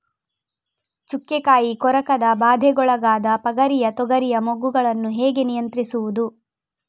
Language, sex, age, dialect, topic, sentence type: Kannada, female, 25-30, Coastal/Dakshin, agriculture, question